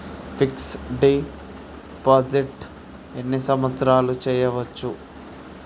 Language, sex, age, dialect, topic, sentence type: Telugu, male, 18-24, Telangana, banking, question